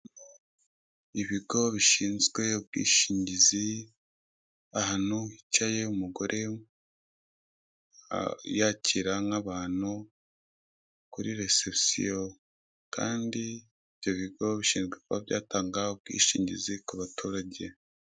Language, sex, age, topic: Kinyarwanda, male, 25-35, finance